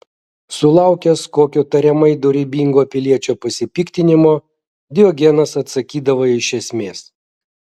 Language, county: Lithuanian, Vilnius